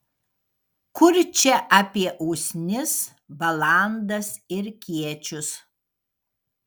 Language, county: Lithuanian, Kaunas